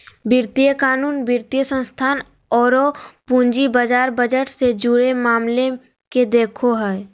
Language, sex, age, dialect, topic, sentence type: Magahi, female, 18-24, Southern, banking, statement